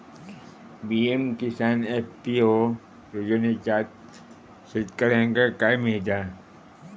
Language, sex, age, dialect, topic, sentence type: Marathi, male, 25-30, Southern Konkan, agriculture, question